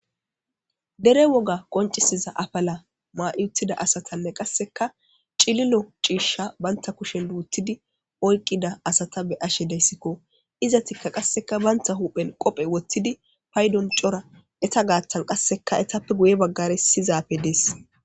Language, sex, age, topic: Gamo, female, 18-24, government